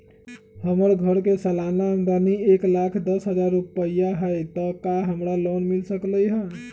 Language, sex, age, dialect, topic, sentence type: Magahi, male, 36-40, Western, banking, question